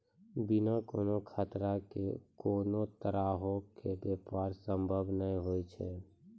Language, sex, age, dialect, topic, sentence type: Maithili, male, 25-30, Angika, banking, statement